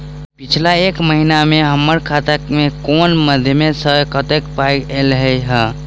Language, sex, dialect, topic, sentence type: Maithili, male, Southern/Standard, banking, question